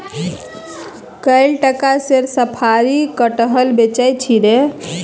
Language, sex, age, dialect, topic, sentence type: Maithili, male, 25-30, Bajjika, agriculture, statement